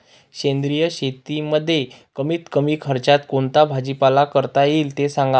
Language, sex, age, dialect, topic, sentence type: Marathi, male, 18-24, Northern Konkan, agriculture, question